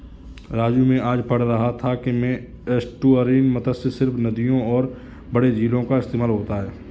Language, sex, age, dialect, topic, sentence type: Hindi, male, 25-30, Kanauji Braj Bhasha, agriculture, statement